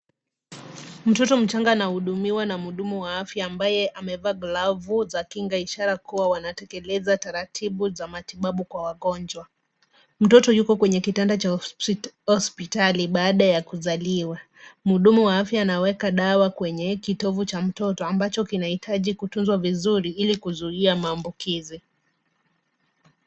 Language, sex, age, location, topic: Swahili, female, 25-35, Nairobi, health